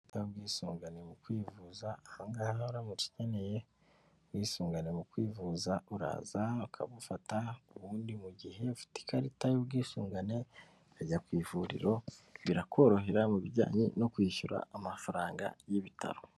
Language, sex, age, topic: Kinyarwanda, male, 25-35, finance